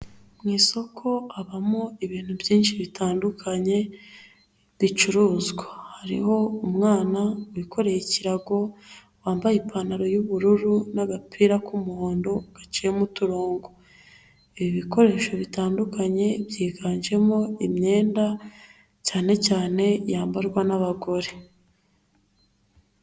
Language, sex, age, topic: Kinyarwanda, female, 25-35, finance